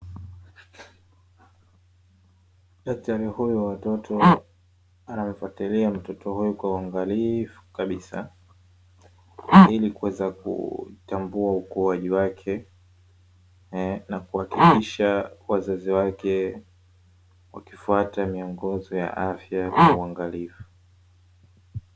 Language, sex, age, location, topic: Swahili, male, 25-35, Dar es Salaam, health